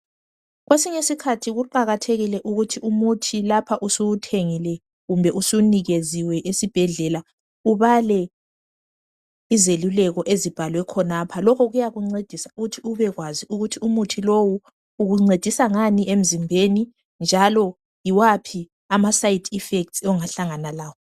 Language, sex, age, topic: North Ndebele, female, 25-35, health